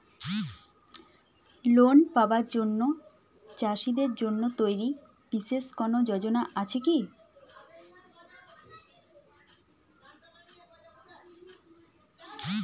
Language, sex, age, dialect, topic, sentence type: Bengali, female, 18-24, Jharkhandi, agriculture, statement